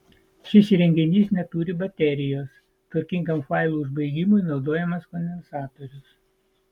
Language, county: Lithuanian, Vilnius